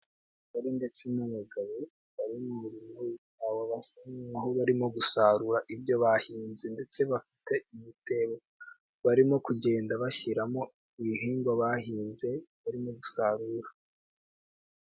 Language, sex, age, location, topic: Kinyarwanda, male, 18-24, Kigali, health